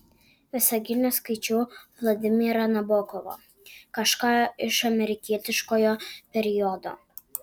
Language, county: Lithuanian, Alytus